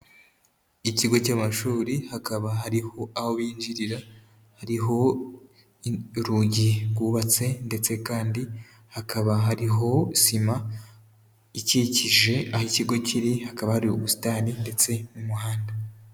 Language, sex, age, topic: Kinyarwanda, female, 18-24, education